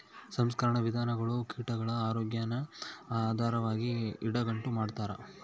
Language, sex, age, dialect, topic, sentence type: Kannada, male, 25-30, Central, agriculture, statement